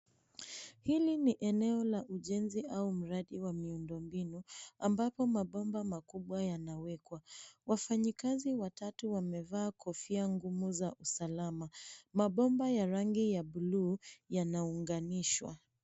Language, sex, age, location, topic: Swahili, female, 25-35, Nairobi, government